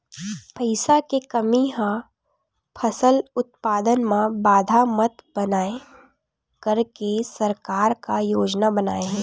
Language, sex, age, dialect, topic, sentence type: Chhattisgarhi, female, 31-35, Western/Budati/Khatahi, agriculture, question